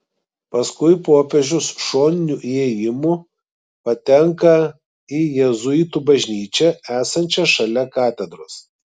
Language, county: Lithuanian, Klaipėda